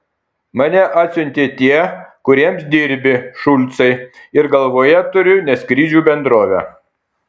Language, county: Lithuanian, Kaunas